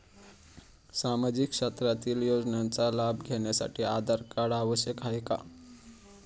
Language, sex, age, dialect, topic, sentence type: Marathi, male, 18-24, Standard Marathi, banking, question